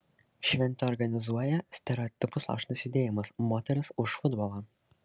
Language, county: Lithuanian, Šiauliai